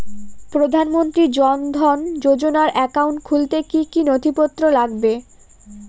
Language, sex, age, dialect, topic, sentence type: Bengali, female, 18-24, Northern/Varendri, banking, question